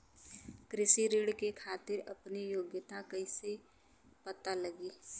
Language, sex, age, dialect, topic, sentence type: Bhojpuri, female, 25-30, Western, banking, question